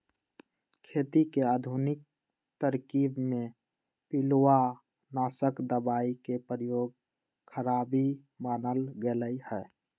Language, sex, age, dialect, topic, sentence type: Magahi, male, 18-24, Western, agriculture, statement